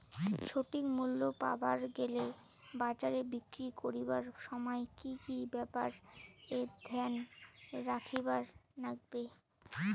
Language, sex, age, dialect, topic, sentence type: Bengali, female, 18-24, Rajbangshi, agriculture, question